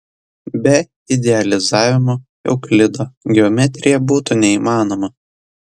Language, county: Lithuanian, Telšiai